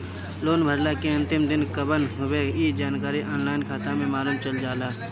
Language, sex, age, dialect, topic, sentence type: Bhojpuri, male, 25-30, Northern, banking, statement